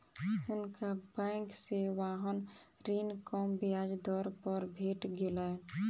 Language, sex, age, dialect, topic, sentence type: Maithili, female, 18-24, Southern/Standard, banking, statement